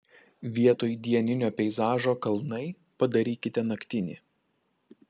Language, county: Lithuanian, Klaipėda